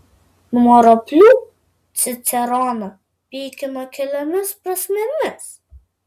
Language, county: Lithuanian, Vilnius